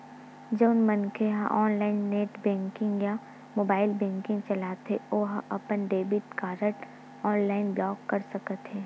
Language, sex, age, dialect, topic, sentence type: Chhattisgarhi, female, 60-100, Western/Budati/Khatahi, banking, statement